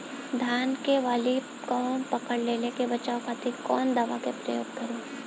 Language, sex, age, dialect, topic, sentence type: Bhojpuri, female, 18-24, Southern / Standard, agriculture, question